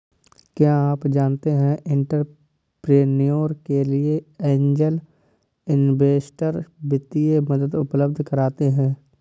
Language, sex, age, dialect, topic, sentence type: Hindi, male, 18-24, Awadhi Bundeli, banking, statement